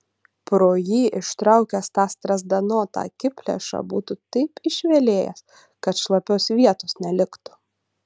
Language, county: Lithuanian, Utena